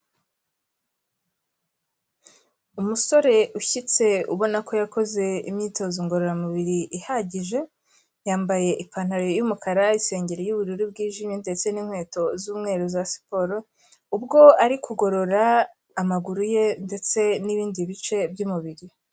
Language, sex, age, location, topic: Kinyarwanda, female, 18-24, Kigali, health